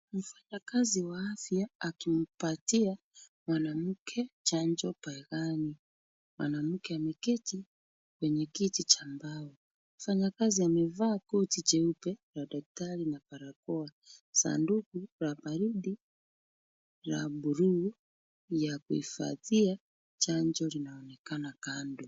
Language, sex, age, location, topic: Swahili, female, 36-49, Kisumu, health